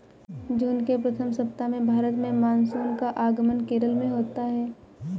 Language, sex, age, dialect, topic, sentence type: Hindi, female, 18-24, Awadhi Bundeli, agriculture, statement